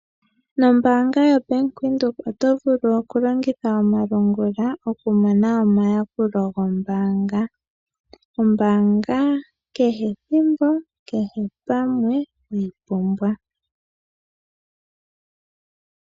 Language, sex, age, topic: Oshiwambo, female, 18-24, finance